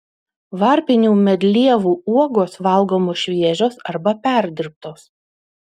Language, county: Lithuanian, Utena